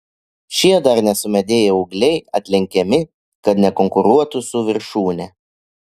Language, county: Lithuanian, Klaipėda